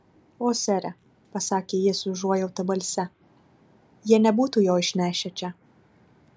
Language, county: Lithuanian, Marijampolė